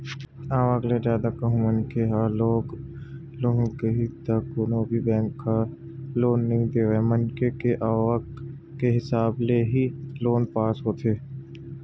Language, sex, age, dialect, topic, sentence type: Chhattisgarhi, male, 18-24, Western/Budati/Khatahi, banking, statement